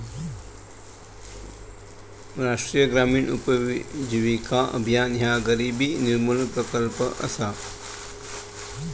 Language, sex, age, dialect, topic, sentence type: Marathi, male, 18-24, Southern Konkan, banking, statement